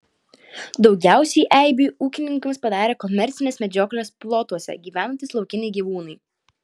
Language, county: Lithuanian, Klaipėda